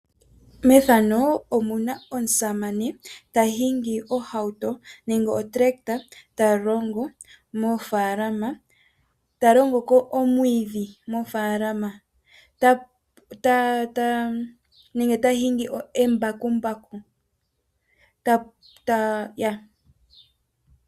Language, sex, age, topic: Oshiwambo, female, 18-24, agriculture